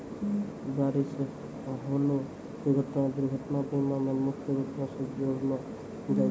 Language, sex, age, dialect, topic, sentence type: Maithili, male, 18-24, Angika, banking, statement